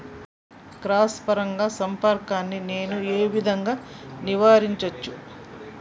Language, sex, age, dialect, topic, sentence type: Telugu, male, 41-45, Telangana, agriculture, question